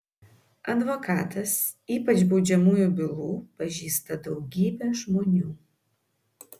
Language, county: Lithuanian, Vilnius